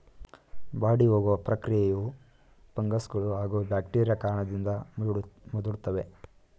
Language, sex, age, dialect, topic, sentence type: Kannada, male, 18-24, Mysore Kannada, agriculture, statement